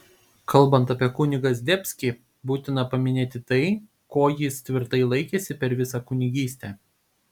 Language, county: Lithuanian, Panevėžys